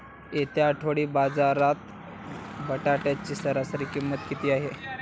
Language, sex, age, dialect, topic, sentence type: Marathi, male, 18-24, Standard Marathi, agriculture, question